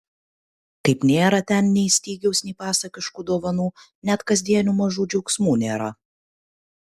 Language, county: Lithuanian, Kaunas